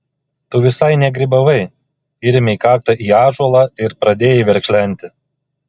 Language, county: Lithuanian, Klaipėda